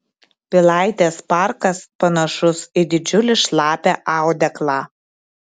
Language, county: Lithuanian, Klaipėda